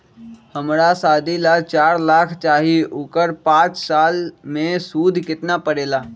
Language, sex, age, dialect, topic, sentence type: Magahi, male, 18-24, Western, banking, question